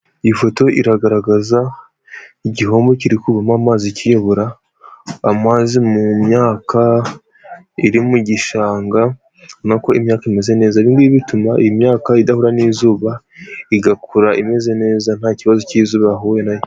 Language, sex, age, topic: Kinyarwanda, male, 18-24, agriculture